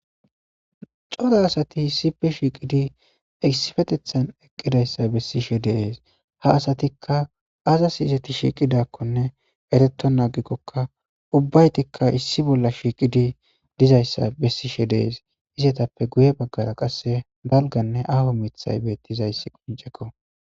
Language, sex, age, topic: Gamo, male, 18-24, government